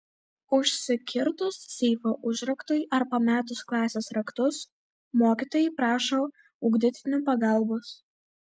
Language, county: Lithuanian, Vilnius